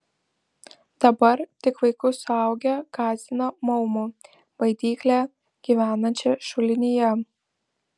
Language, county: Lithuanian, Vilnius